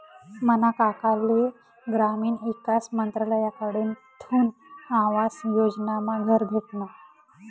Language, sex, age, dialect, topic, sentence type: Marathi, female, 56-60, Northern Konkan, agriculture, statement